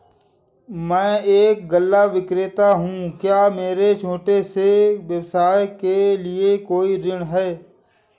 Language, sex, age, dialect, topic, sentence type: Hindi, male, 25-30, Awadhi Bundeli, banking, question